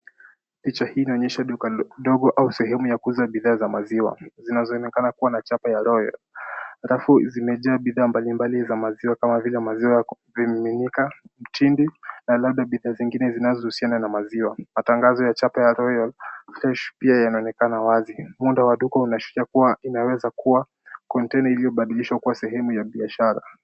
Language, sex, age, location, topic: Swahili, male, 18-24, Kisumu, finance